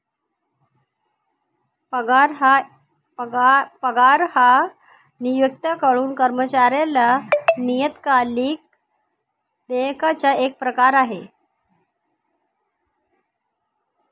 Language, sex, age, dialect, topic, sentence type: Marathi, female, 51-55, Northern Konkan, banking, statement